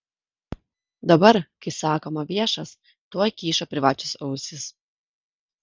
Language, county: Lithuanian, Kaunas